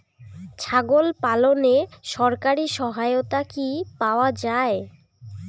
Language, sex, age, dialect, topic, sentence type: Bengali, female, 18-24, Rajbangshi, agriculture, question